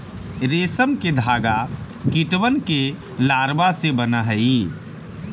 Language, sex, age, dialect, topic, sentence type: Magahi, male, 31-35, Central/Standard, agriculture, statement